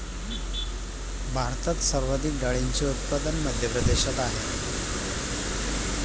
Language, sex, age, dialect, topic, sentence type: Marathi, male, 56-60, Northern Konkan, agriculture, statement